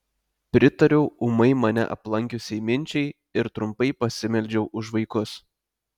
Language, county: Lithuanian, Telšiai